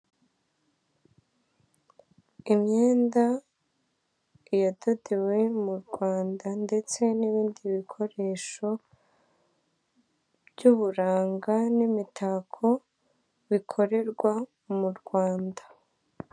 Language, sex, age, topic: Kinyarwanda, female, 18-24, finance